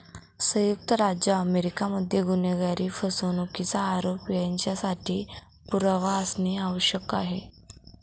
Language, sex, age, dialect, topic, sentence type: Marathi, female, 18-24, Northern Konkan, banking, statement